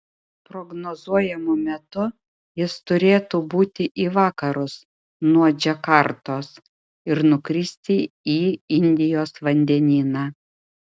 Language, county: Lithuanian, Utena